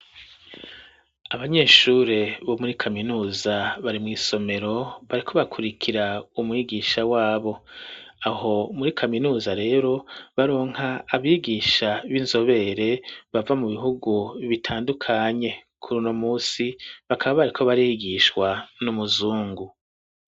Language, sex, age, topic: Rundi, male, 50+, education